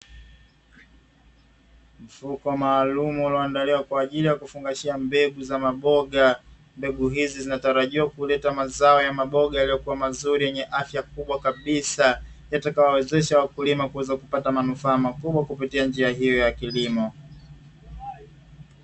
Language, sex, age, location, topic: Swahili, male, 25-35, Dar es Salaam, agriculture